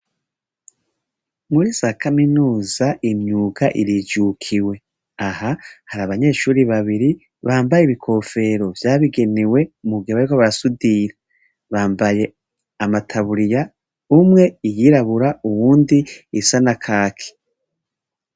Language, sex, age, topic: Rundi, male, 36-49, education